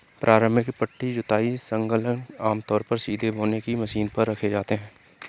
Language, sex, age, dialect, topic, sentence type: Hindi, male, 25-30, Kanauji Braj Bhasha, agriculture, statement